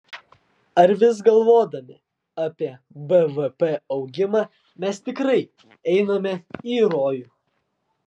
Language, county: Lithuanian, Vilnius